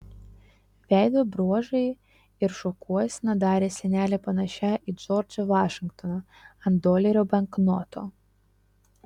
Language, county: Lithuanian, Utena